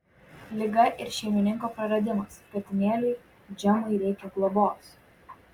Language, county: Lithuanian, Vilnius